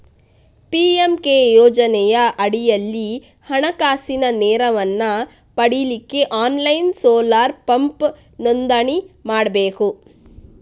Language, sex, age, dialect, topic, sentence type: Kannada, female, 60-100, Coastal/Dakshin, agriculture, statement